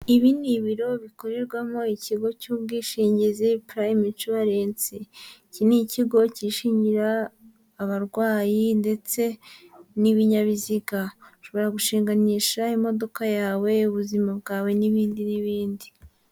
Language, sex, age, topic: Kinyarwanda, female, 25-35, finance